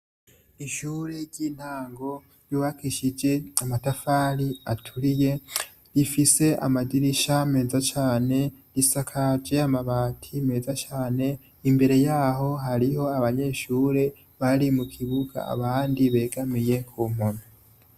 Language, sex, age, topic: Rundi, male, 18-24, education